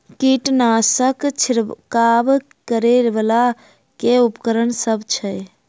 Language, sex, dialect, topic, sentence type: Maithili, female, Southern/Standard, agriculture, question